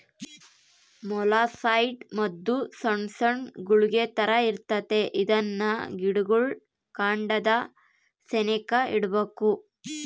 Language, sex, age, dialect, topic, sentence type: Kannada, female, 31-35, Central, agriculture, statement